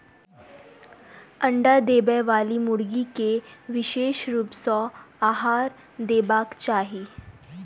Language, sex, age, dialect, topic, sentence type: Maithili, female, 18-24, Southern/Standard, agriculture, statement